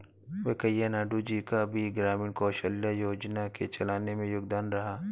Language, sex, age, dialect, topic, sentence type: Hindi, male, 31-35, Awadhi Bundeli, banking, statement